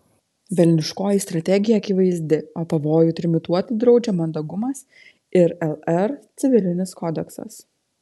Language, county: Lithuanian, Telšiai